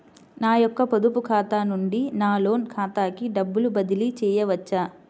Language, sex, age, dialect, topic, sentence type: Telugu, female, 25-30, Central/Coastal, banking, question